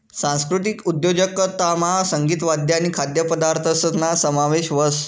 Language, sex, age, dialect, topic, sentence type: Marathi, male, 18-24, Northern Konkan, banking, statement